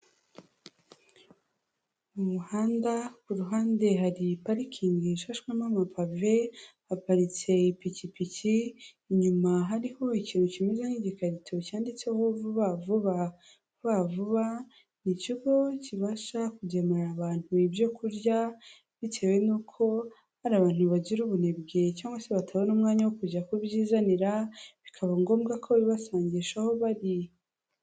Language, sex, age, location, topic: Kinyarwanda, female, 18-24, Huye, finance